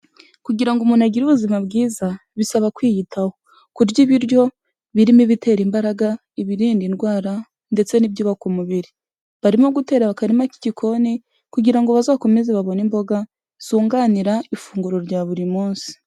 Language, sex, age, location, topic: Kinyarwanda, female, 18-24, Kigali, health